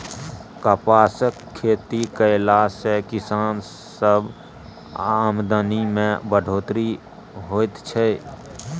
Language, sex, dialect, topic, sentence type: Maithili, male, Bajjika, agriculture, statement